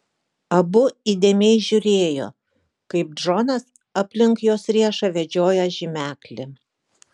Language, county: Lithuanian, Kaunas